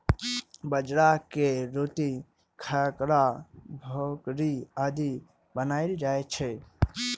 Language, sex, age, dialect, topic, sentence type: Maithili, male, 25-30, Eastern / Thethi, agriculture, statement